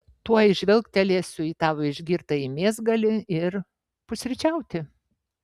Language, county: Lithuanian, Vilnius